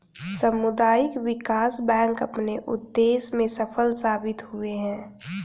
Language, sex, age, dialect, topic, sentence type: Hindi, female, 31-35, Hindustani Malvi Khadi Boli, banking, statement